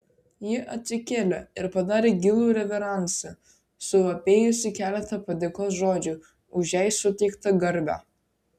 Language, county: Lithuanian, Kaunas